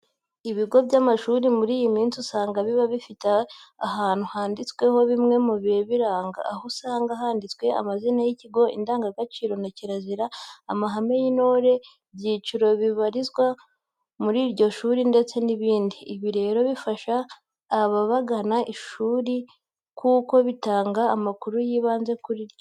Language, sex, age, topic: Kinyarwanda, female, 18-24, education